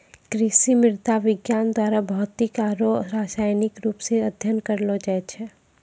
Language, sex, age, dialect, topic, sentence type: Maithili, female, 25-30, Angika, agriculture, statement